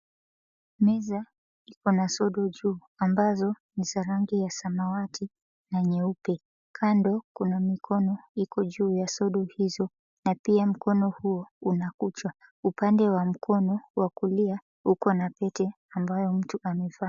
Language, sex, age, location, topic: Swahili, female, 36-49, Mombasa, health